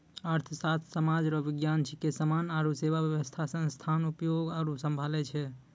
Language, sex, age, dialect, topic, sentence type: Maithili, male, 18-24, Angika, banking, statement